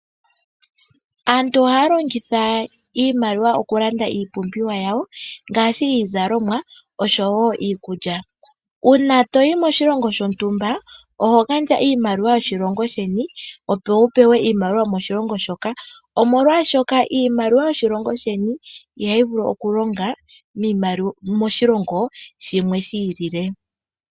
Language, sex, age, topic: Oshiwambo, female, 25-35, finance